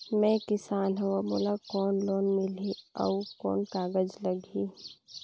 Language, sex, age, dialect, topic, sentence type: Chhattisgarhi, female, 60-100, Northern/Bhandar, banking, question